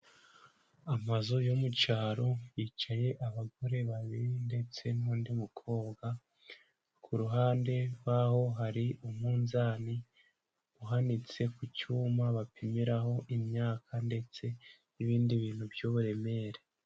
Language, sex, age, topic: Kinyarwanda, male, 18-24, finance